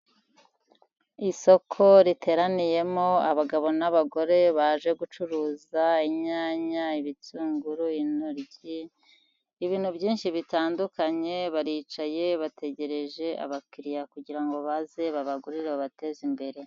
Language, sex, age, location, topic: Kinyarwanda, female, 50+, Kigali, finance